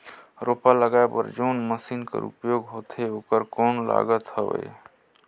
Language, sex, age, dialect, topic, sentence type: Chhattisgarhi, male, 31-35, Northern/Bhandar, agriculture, question